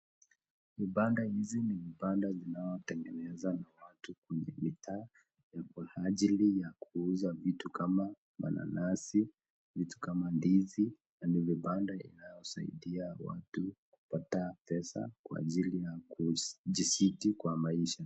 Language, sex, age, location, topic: Swahili, male, 25-35, Nakuru, finance